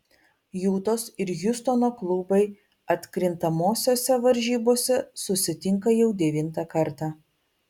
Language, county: Lithuanian, Vilnius